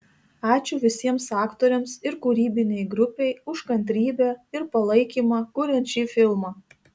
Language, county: Lithuanian, Marijampolė